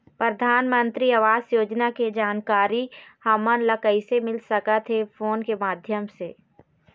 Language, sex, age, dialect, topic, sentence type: Chhattisgarhi, female, 18-24, Eastern, banking, question